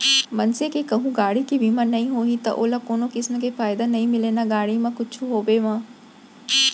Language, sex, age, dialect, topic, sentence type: Chhattisgarhi, female, 25-30, Central, banking, statement